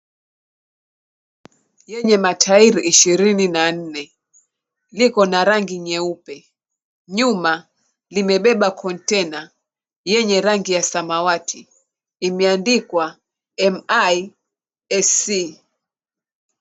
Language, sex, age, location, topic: Swahili, female, 36-49, Mombasa, government